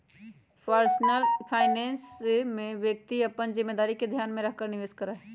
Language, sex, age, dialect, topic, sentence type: Magahi, female, 31-35, Western, banking, statement